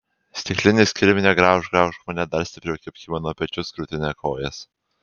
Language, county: Lithuanian, Alytus